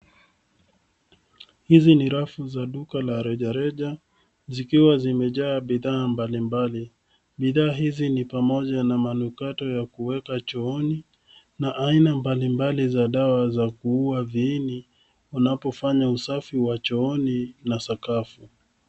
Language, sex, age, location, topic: Swahili, male, 36-49, Nairobi, finance